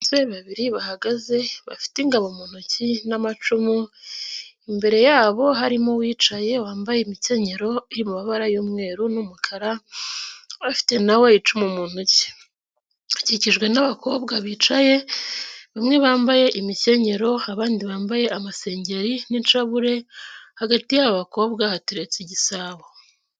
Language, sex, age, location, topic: Kinyarwanda, female, 18-24, Nyagatare, government